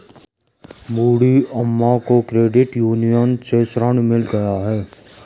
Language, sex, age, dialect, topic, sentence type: Hindi, male, 56-60, Garhwali, banking, statement